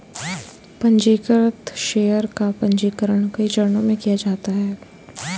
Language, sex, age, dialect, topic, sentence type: Hindi, female, 18-24, Hindustani Malvi Khadi Boli, banking, statement